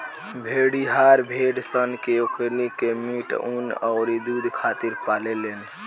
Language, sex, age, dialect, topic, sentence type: Bhojpuri, male, <18, Southern / Standard, agriculture, statement